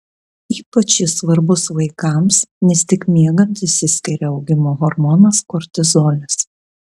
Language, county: Lithuanian, Kaunas